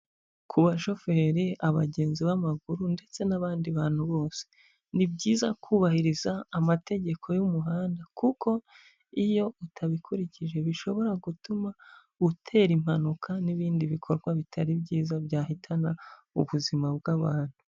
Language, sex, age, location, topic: Kinyarwanda, female, 25-35, Huye, government